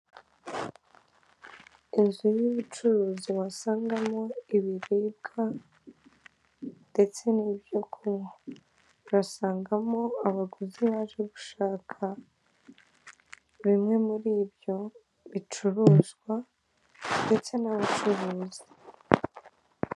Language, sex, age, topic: Kinyarwanda, female, 18-24, finance